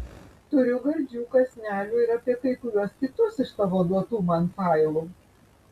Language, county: Lithuanian, Vilnius